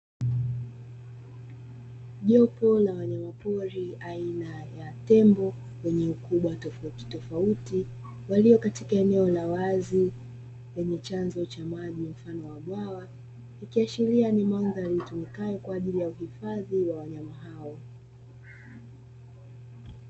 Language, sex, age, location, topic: Swahili, female, 25-35, Dar es Salaam, agriculture